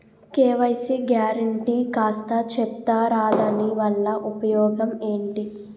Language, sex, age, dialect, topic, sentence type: Telugu, female, 18-24, Utterandhra, banking, question